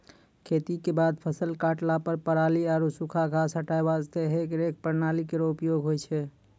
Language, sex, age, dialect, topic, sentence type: Maithili, male, 25-30, Angika, agriculture, statement